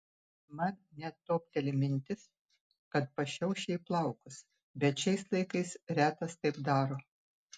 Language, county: Lithuanian, Utena